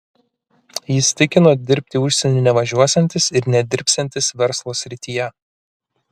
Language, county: Lithuanian, Kaunas